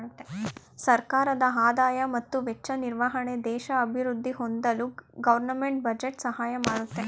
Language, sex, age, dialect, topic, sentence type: Kannada, female, 18-24, Mysore Kannada, banking, statement